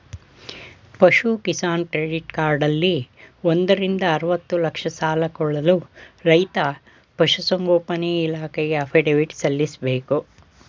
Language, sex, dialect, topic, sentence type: Kannada, male, Mysore Kannada, agriculture, statement